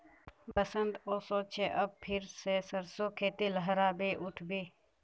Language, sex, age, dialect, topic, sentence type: Magahi, female, 46-50, Northeastern/Surjapuri, agriculture, statement